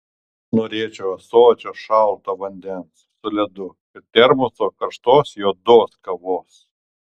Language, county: Lithuanian, Kaunas